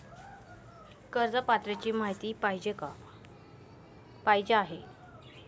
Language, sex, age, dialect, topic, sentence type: Marathi, female, 36-40, Northern Konkan, banking, question